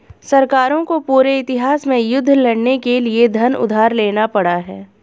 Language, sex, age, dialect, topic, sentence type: Hindi, female, 31-35, Hindustani Malvi Khadi Boli, banking, statement